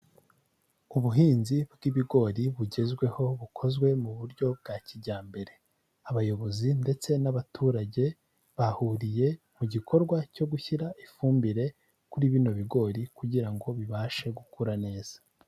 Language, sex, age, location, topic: Kinyarwanda, male, 18-24, Huye, agriculture